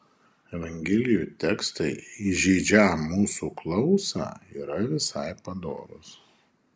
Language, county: Lithuanian, Šiauliai